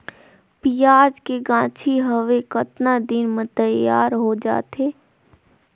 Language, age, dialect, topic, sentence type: Chhattisgarhi, 18-24, Northern/Bhandar, agriculture, question